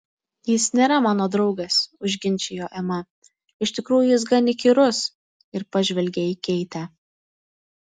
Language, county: Lithuanian, Utena